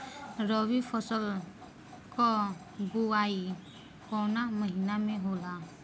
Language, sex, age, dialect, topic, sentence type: Bhojpuri, female, <18, Southern / Standard, agriculture, question